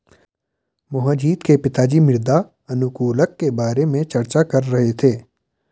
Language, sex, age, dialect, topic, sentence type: Hindi, male, 18-24, Garhwali, agriculture, statement